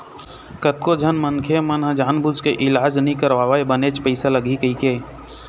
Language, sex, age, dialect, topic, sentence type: Chhattisgarhi, male, 25-30, Eastern, banking, statement